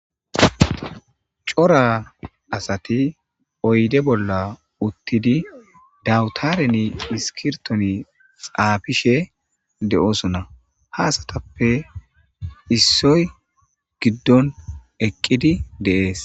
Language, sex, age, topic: Gamo, male, 25-35, government